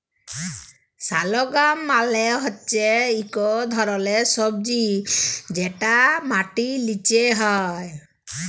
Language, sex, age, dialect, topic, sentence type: Bengali, female, 18-24, Jharkhandi, agriculture, statement